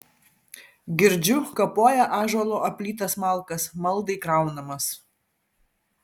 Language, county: Lithuanian, Vilnius